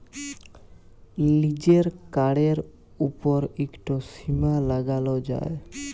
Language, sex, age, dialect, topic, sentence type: Bengali, male, 18-24, Jharkhandi, banking, statement